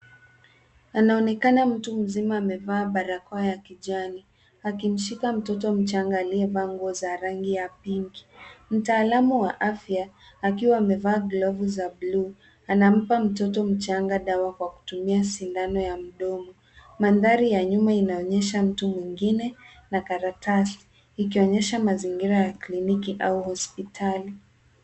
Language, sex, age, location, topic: Swahili, female, 36-49, Nairobi, health